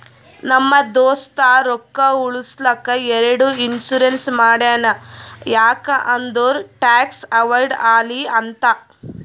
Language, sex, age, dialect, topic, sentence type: Kannada, female, 18-24, Northeastern, banking, statement